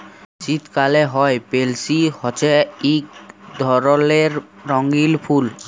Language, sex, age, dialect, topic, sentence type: Bengali, male, 18-24, Jharkhandi, agriculture, statement